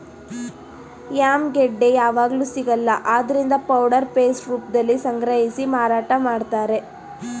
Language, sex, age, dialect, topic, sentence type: Kannada, female, 18-24, Mysore Kannada, agriculture, statement